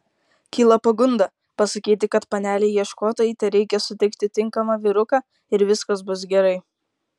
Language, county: Lithuanian, Kaunas